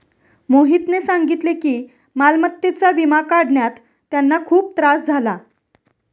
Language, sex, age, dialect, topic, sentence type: Marathi, female, 31-35, Standard Marathi, banking, statement